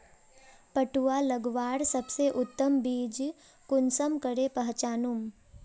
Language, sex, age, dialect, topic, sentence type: Magahi, male, 18-24, Northeastern/Surjapuri, agriculture, question